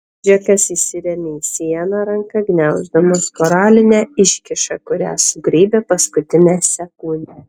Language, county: Lithuanian, Kaunas